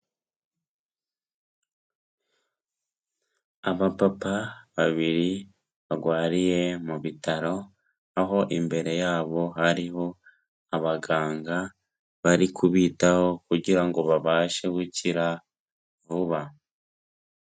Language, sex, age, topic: Kinyarwanda, male, 18-24, health